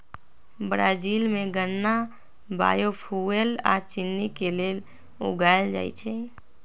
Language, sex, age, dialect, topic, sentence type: Magahi, female, 60-100, Western, agriculture, statement